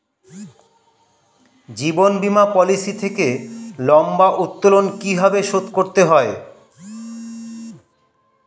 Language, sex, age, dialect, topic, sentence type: Bengali, male, 51-55, Standard Colloquial, banking, question